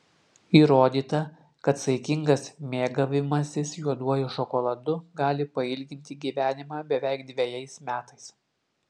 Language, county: Lithuanian, Utena